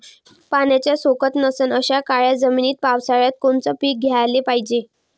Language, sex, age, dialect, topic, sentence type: Marathi, female, 18-24, Varhadi, agriculture, question